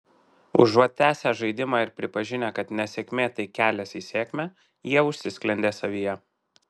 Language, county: Lithuanian, Marijampolė